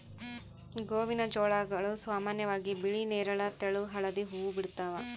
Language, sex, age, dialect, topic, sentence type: Kannada, female, 31-35, Central, agriculture, statement